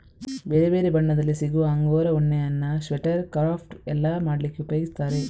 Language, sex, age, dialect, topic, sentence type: Kannada, female, 25-30, Coastal/Dakshin, agriculture, statement